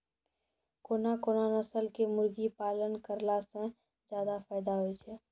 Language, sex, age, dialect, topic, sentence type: Maithili, female, 18-24, Angika, agriculture, question